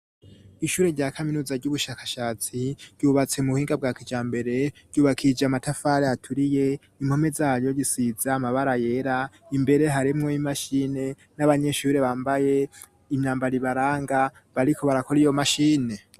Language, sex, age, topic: Rundi, male, 18-24, education